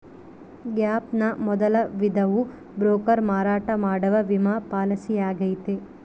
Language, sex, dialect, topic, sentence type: Kannada, female, Central, banking, statement